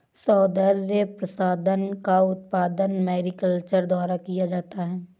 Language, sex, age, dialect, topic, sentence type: Hindi, female, 18-24, Awadhi Bundeli, agriculture, statement